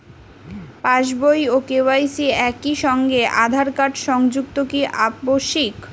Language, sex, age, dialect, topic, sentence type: Bengali, female, 18-24, Western, banking, question